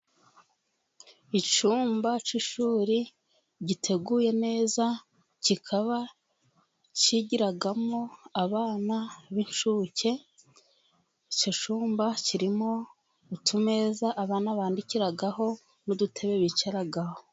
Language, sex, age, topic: Kinyarwanda, female, 25-35, education